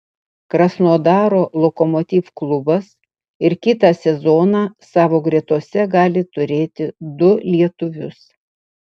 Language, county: Lithuanian, Utena